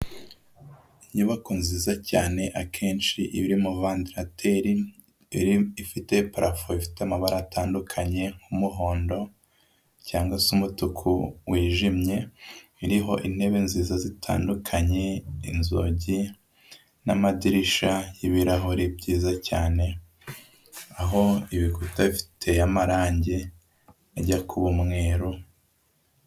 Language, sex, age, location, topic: Kinyarwanda, male, 18-24, Huye, health